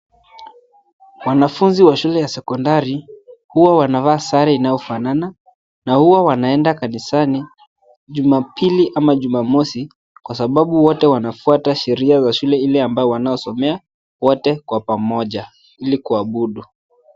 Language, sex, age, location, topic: Swahili, male, 18-24, Nairobi, education